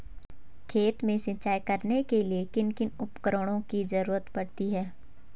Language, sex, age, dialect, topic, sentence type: Hindi, female, 18-24, Garhwali, agriculture, question